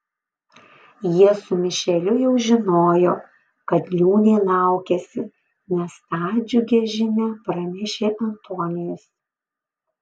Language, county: Lithuanian, Panevėžys